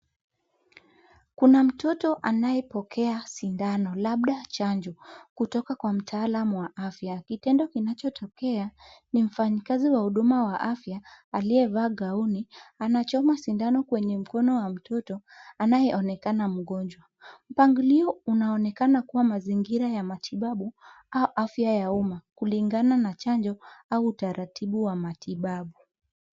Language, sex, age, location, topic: Swahili, female, 18-24, Kisumu, health